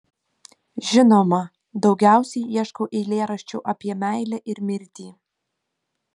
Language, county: Lithuanian, Panevėžys